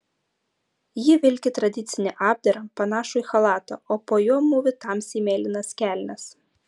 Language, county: Lithuanian, Utena